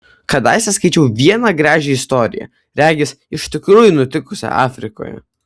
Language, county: Lithuanian, Kaunas